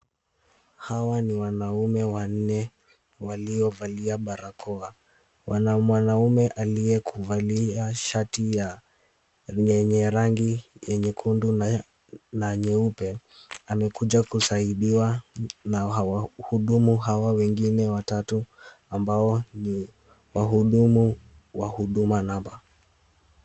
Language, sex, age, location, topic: Swahili, male, 18-24, Kisumu, government